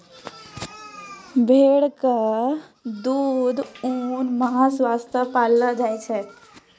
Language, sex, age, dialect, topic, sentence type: Maithili, female, 41-45, Angika, agriculture, statement